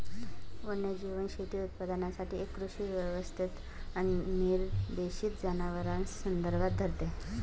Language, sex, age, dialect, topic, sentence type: Marathi, female, 25-30, Northern Konkan, agriculture, statement